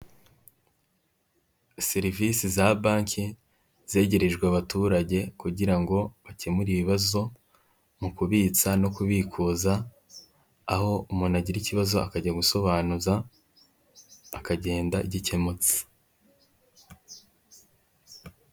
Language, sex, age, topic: Kinyarwanda, male, 18-24, finance